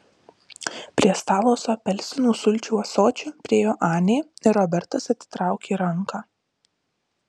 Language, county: Lithuanian, Marijampolė